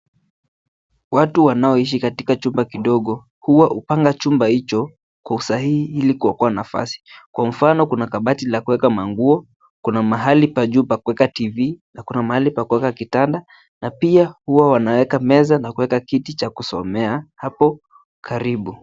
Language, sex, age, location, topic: Swahili, male, 18-24, Nairobi, education